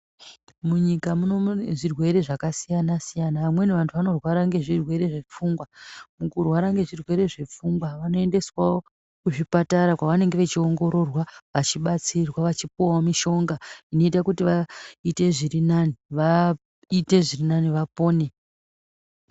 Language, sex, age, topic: Ndau, female, 25-35, health